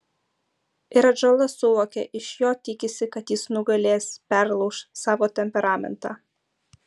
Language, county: Lithuanian, Utena